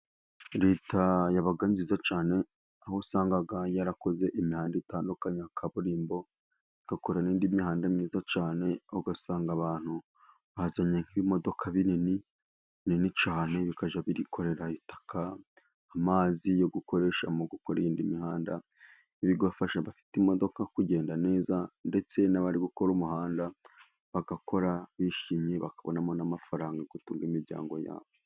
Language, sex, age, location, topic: Kinyarwanda, male, 25-35, Burera, government